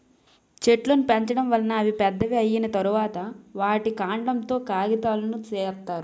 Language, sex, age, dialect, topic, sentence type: Telugu, female, 18-24, Utterandhra, agriculture, statement